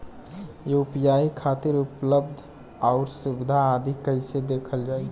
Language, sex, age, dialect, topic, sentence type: Bhojpuri, male, 18-24, Southern / Standard, banking, question